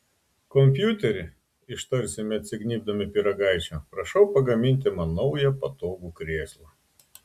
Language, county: Lithuanian, Klaipėda